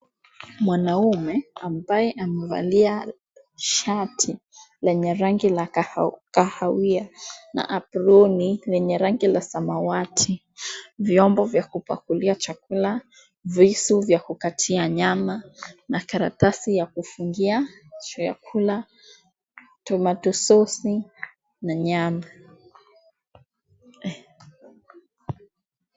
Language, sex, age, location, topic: Swahili, female, 18-24, Mombasa, agriculture